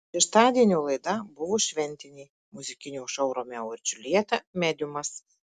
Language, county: Lithuanian, Marijampolė